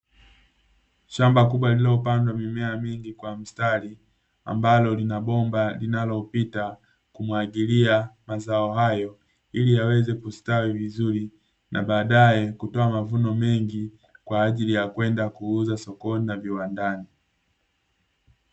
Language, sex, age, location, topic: Swahili, male, 25-35, Dar es Salaam, agriculture